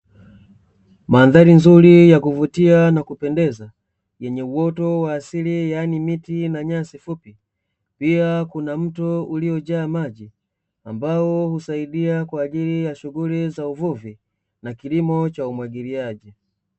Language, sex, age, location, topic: Swahili, male, 25-35, Dar es Salaam, agriculture